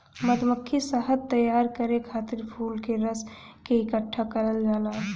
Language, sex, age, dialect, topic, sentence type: Bhojpuri, female, 18-24, Western, agriculture, statement